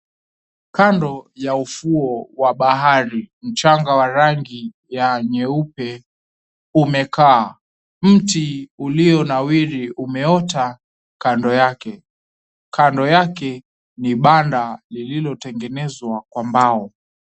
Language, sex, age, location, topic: Swahili, male, 18-24, Mombasa, agriculture